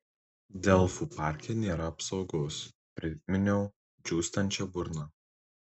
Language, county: Lithuanian, Tauragė